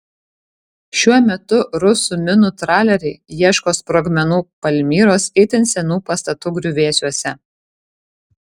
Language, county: Lithuanian, Kaunas